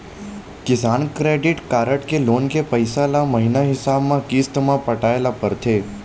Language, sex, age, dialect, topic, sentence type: Chhattisgarhi, male, 18-24, Western/Budati/Khatahi, banking, statement